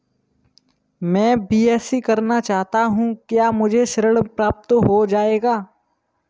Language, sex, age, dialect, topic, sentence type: Hindi, male, 18-24, Kanauji Braj Bhasha, banking, question